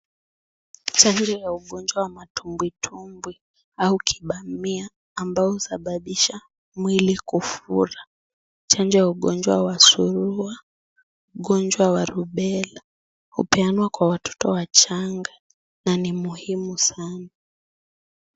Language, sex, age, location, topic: Swahili, female, 18-24, Kisii, health